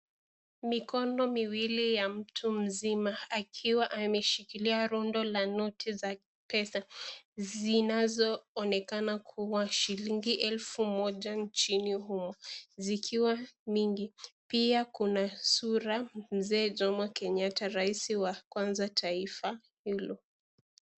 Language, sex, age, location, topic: Swahili, female, 18-24, Kisii, finance